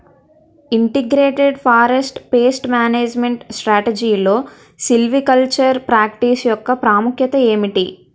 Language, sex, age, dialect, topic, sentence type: Telugu, female, 18-24, Utterandhra, agriculture, question